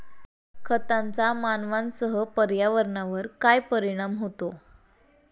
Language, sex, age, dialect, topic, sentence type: Marathi, female, 18-24, Standard Marathi, agriculture, question